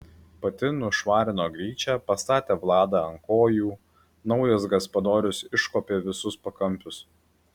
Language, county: Lithuanian, Klaipėda